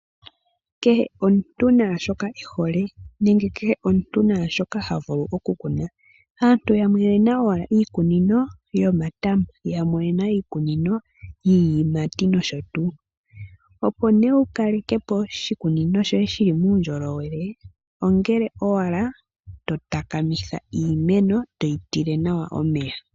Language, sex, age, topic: Oshiwambo, female, 18-24, agriculture